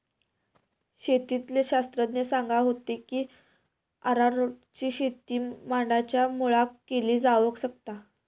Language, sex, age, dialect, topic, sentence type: Marathi, female, 25-30, Southern Konkan, agriculture, statement